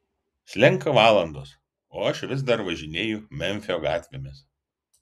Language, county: Lithuanian, Vilnius